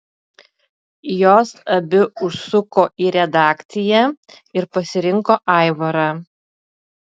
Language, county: Lithuanian, Utena